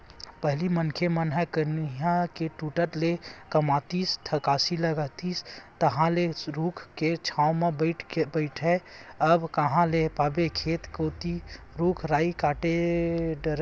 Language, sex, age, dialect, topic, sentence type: Chhattisgarhi, male, 18-24, Western/Budati/Khatahi, agriculture, statement